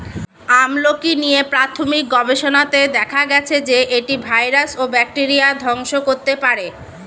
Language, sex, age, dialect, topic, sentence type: Bengali, female, 25-30, Standard Colloquial, agriculture, statement